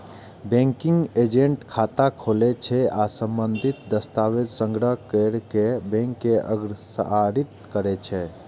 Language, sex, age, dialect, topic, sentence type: Maithili, male, 25-30, Eastern / Thethi, banking, statement